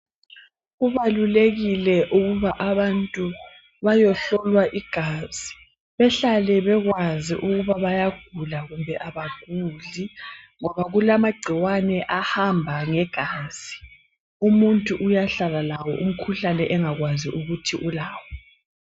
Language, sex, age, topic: North Ndebele, female, 18-24, health